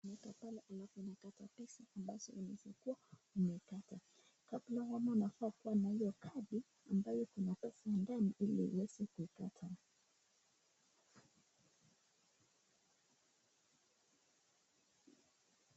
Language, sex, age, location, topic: Swahili, male, 36-49, Nakuru, government